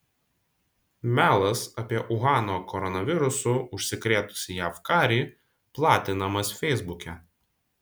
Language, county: Lithuanian, Vilnius